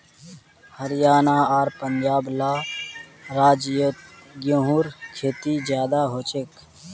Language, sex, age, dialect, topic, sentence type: Magahi, male, 18-24, Northeastern/Surjapuri, agriculture, statement